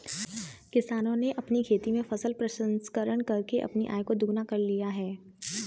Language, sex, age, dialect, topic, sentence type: Hindi, female, 18-24, Kanauji Braj Bhasha, agriculture, statement